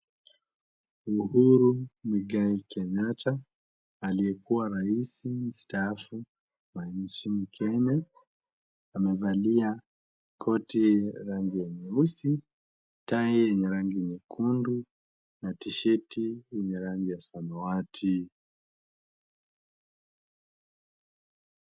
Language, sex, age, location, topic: Swahili, male, 18-24, Kisumu, government